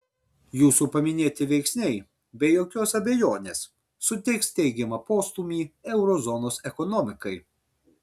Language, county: Lithuanian, Vilnius